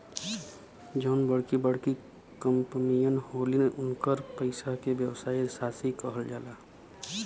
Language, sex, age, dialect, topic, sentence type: Bhojpuri, male, 25-30, Western, banking, statement